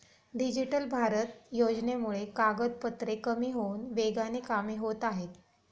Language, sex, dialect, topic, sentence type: Marathi, female, Standard Marathi, banking, statement